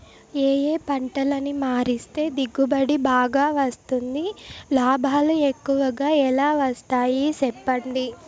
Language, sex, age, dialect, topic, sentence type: Telugu, female, 18-24, Southern, agriculture, question